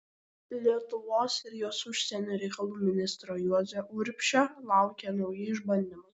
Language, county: Lithuanian, Šiauliai